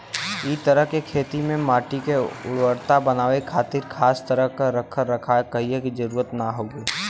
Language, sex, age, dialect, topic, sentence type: Bhojpuri, female, 36-40, Western, agriculture, statement